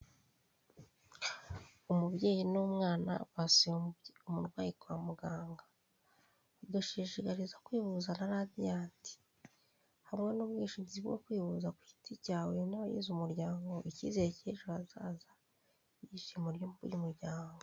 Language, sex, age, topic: Kinyarwanda, female, 36-49, finance